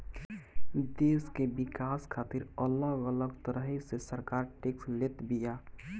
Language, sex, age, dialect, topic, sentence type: Bhojpuri, male, 18-24, Northern, banking, statement